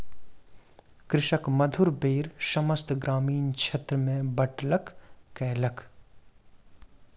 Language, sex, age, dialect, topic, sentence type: Maithili, male, 25-30, Southern/Standard, agriculture, statement